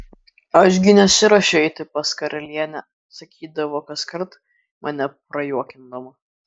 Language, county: Lithuanian, Kaunas